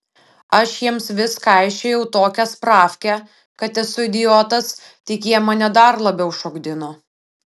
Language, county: Lithuanian, Vilnius